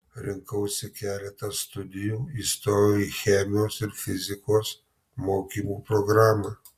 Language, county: Lithuanian, Marijampolė